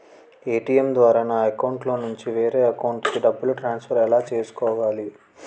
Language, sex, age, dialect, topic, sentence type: Telugu, male, 18-24, Utterandhra, banking, question